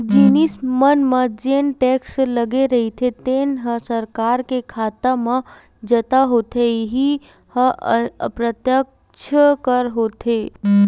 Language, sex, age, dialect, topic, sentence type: Chhattisgarhi, female, 18-24, Western/Budati/Khatahi, banking, statement